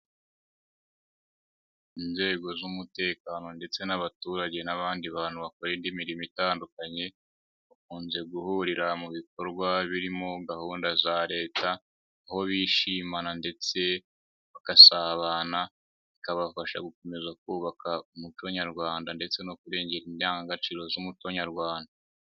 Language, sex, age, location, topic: Kinyarwanda, male, 18-24, Nyagatare, government